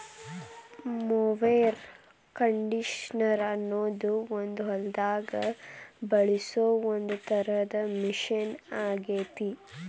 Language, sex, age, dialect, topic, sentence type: Kannada, male, 18-24, Dharwad Kannada, agriculture, statement